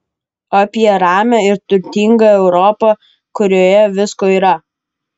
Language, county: Lithuanian, Kaunas